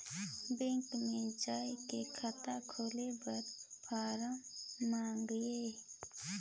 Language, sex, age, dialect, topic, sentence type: Chhattisgarhi, female, 25-30, Northern/Bhandar, banking, question